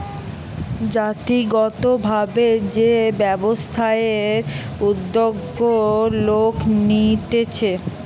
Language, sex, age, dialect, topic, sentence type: Bengali, female, 18-24, Western, banking, statement